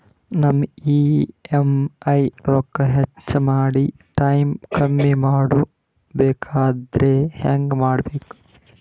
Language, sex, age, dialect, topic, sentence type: Kannada, male, 18-24, Northeastern, banking, question